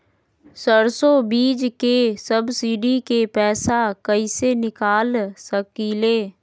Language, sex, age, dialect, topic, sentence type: Magahi, female, 25-30, Western, banking, question